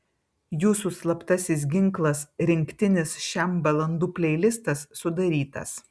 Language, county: Lithuanian, Vilnius